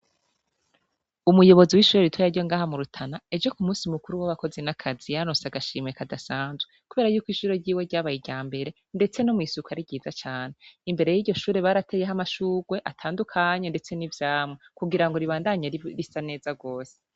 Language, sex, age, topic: Rundi, female, 25-35, education